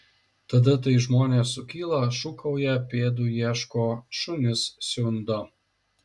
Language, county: Lithuanian, Šiauliai